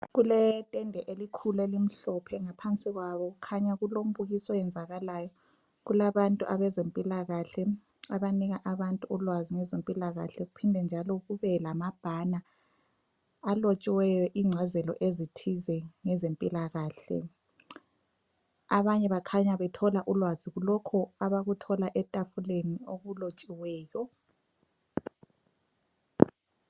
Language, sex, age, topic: North Ndebele, female, 25-35, health